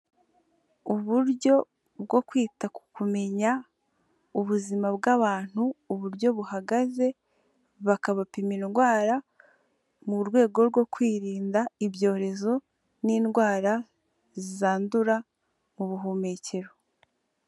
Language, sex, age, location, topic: Kinyarwanda, female, 18-24, Kigali, health